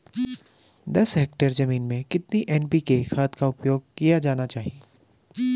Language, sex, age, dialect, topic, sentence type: Hindi, male, 25-30, Garhwali, agriculture, question